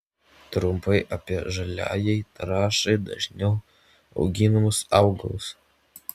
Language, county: Lithuanian, Utena